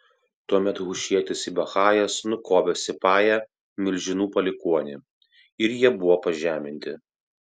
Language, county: Lithuanian, Klaipėda